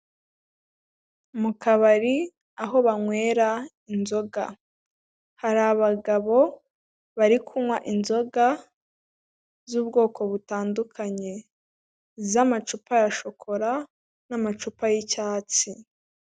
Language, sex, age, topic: Kinyarwanda, female, 18-24, finance